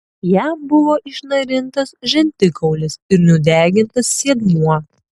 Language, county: Lithuanian, Tauragė